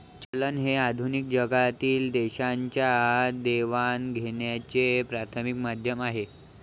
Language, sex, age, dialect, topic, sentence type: Marathi, male, 25-30, Varhadi, banking, statement